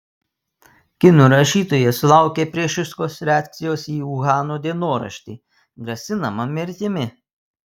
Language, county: Lithuanian, Telšiai